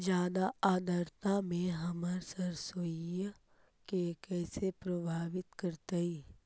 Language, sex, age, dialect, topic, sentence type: Magahi, female, 18-24, Central/Standard, agriculture, question